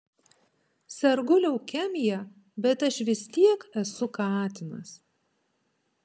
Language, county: Lithuanian, Panevėžys